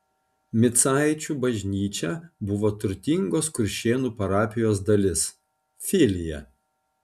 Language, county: Lithuanian, Panevėžys